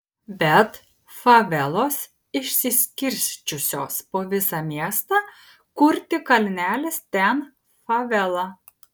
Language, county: Lithuanian, Kaunas